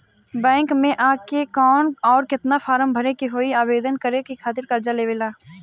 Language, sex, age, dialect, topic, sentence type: Bhojpuri, female, 25-30, Southern / Standard, banking, question